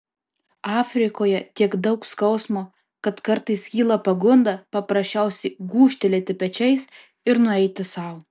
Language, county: Lithuanian, Alytus